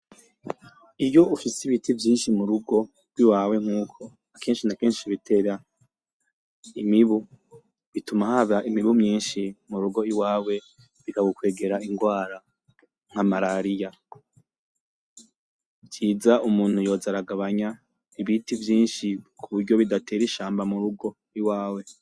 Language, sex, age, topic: Rundi, male, 25-35, agriculture